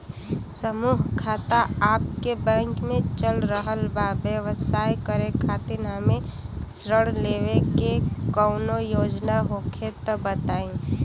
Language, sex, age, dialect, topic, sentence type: Bhojpuri, female, 18-24, Western, banking, question